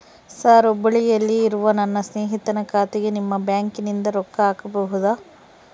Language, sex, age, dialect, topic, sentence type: Kannada, female, 51-55, Central, banking, question